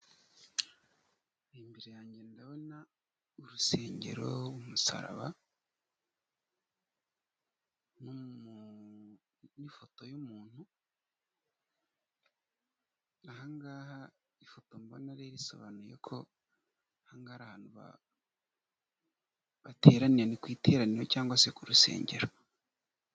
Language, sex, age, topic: Kinyarwanda, male, 25-35, finance